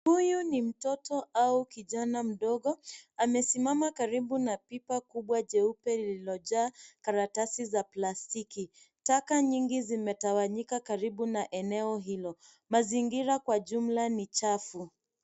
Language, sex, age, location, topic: Swahili, female, 25-35, Nairobi, government